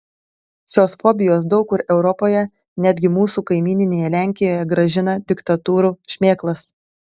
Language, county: Lithuanian, Telšiai